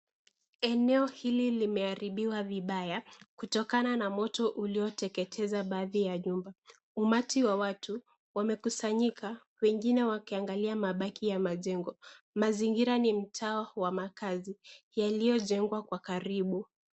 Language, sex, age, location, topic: Swahili, female, 18-24, Kisii, health